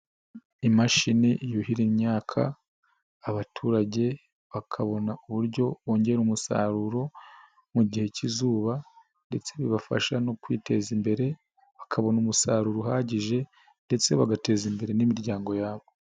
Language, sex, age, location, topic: Kinyarwanda, male, 25-35, Nyagatare, agriculture